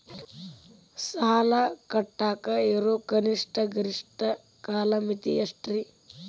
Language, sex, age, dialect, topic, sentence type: Kannada, male, 18-24, Dharwad Kannada, banking, question